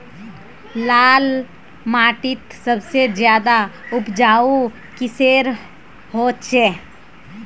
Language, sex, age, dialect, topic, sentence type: Magahi, female, 18-24, Northeastern/Surjapuri, agriculture, question